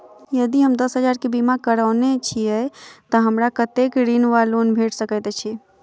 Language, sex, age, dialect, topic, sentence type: Maithili, female, 46-50, Southern/Standard, banking, question